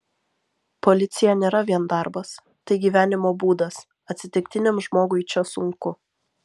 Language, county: Lithuanian, Vilnius